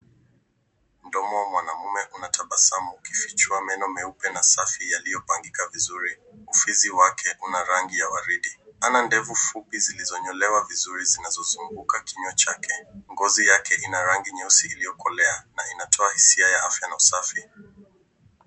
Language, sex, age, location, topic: Swahili, male, 18-24, Nairobi, health